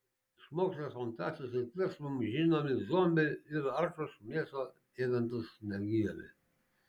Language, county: Lithuanian, Šiauliai